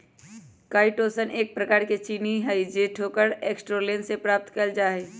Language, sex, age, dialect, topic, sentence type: Magahi, female, 25-30, Western, agriculture, statement